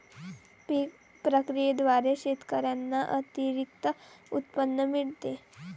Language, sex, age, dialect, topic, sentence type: Marathi, female, 18-24, Varhadi, agriculture, statement